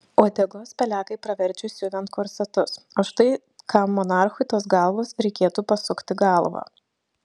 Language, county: Lithuanian, Šiauliai